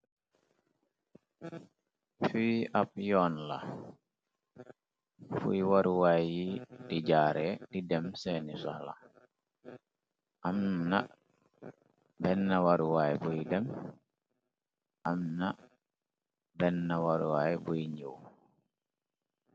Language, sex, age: Wolof, male, 25-35